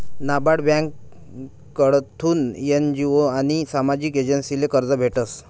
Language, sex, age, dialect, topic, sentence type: Marathi, male, 31-35, Northern Konkan, banking, statement